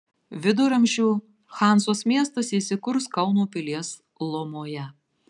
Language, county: Lithuanian, Marijampolė